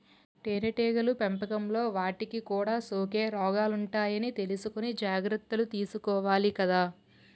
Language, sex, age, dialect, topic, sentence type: Telugu, female, 18-24, Utterandhra, agriculture, statement